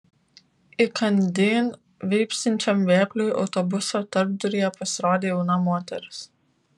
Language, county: Lithuanian, Vilnius